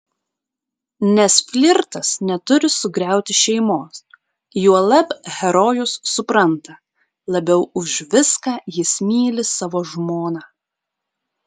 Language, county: Lithuanian, Klaipėda